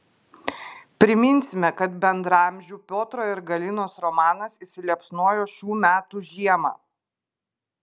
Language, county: Lithuanian, Klaipėda